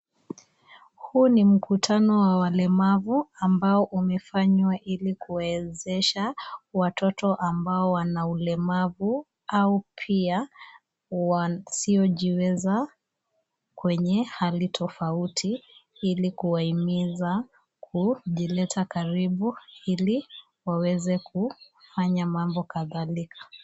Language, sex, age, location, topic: Swahili, female, 25-35, Kisii, education